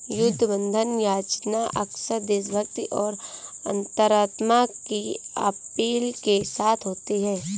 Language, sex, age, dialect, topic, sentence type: Hindi, female, 18-24, Kanauji Braj Bhasha, banking, statement